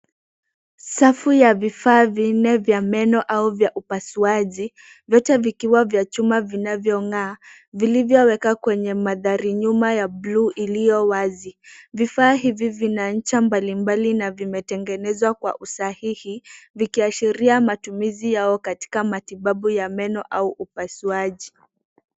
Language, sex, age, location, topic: Swahili, female, 18-24, Nairobi, health